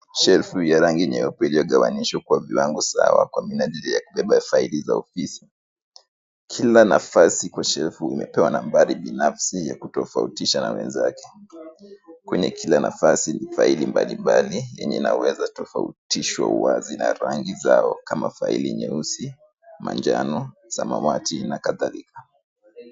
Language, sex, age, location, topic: Swahili, male, 25-35, Mombasa, education